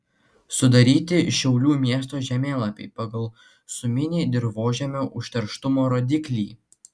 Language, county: Lithuanian, Klaipėda